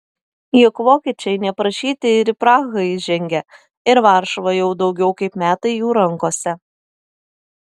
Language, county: Lithuanian, Telšiai